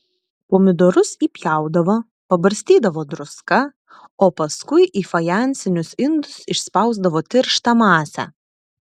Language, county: Lithuanian, Klaipėda